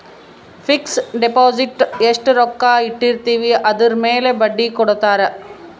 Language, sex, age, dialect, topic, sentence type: Kannada, female, 31-35, Central, banking, statement